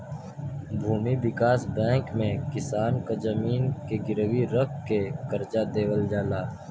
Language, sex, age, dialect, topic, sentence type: Bhojpuri, male, 60-100, Western, banking, statement